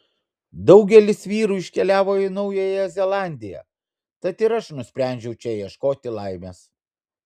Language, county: Lithuanian, Vilnius